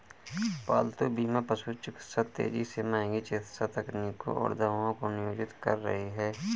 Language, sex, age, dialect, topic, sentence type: Hindi, male, 31-35, Awadhi Bundeli, banking, statement